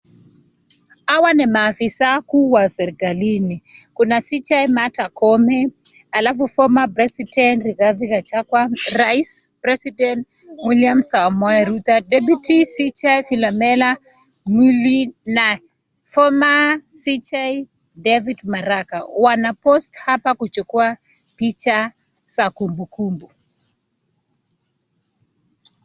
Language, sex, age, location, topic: Swahili, female, 25-35, Nakuru, government